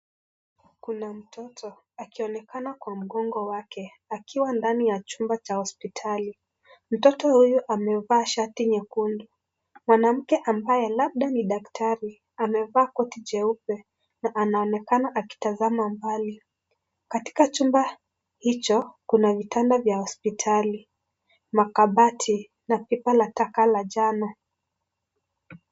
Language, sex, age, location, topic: Swahili, male, 25-35, Kisii, health